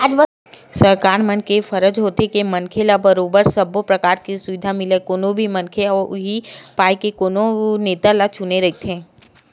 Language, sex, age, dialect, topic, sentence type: Chhattisgarhi, female, 25-30, Western/Budati/Khatahi, banking, statement